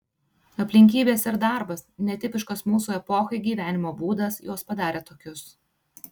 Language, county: Lithuanian, Tauragė